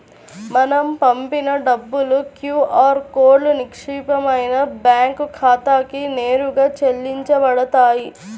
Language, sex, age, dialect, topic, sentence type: Telugu, female, 41-45, Central/Coastal, banking, statement